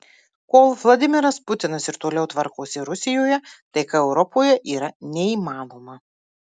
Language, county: Lithuanian, Marijampolė